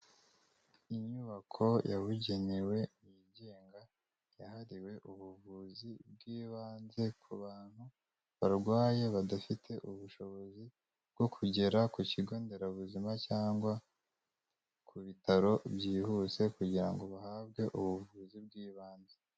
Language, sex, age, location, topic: Kinyarwanda, male, 25-35, Kigali, health